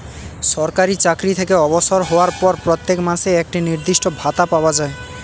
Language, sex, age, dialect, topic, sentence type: Bengali, male, 18-24, Standard Colloquial, banking, statement